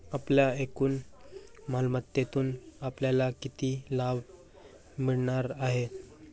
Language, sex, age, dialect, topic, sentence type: Marathi, male, 18-24, Varhadi, banking, statement